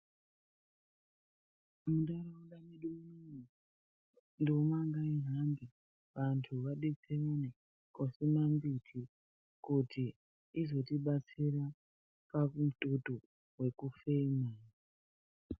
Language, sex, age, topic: Ndau, female, 36-49, health